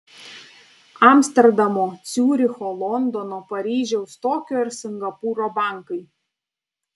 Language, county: Lithuanian, Panevėžys